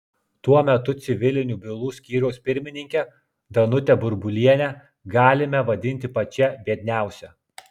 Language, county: Lithuanian, Klaipėda